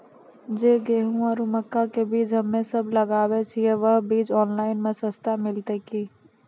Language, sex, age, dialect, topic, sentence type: Maithili, female, 25-30, Angika, agriculture, question